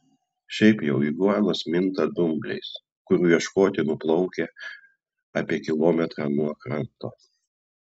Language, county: Lithuanian, Klaipėda